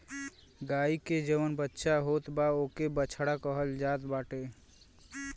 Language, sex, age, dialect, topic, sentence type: Bhojpuri, male, 18-24, Western, agriculture, statement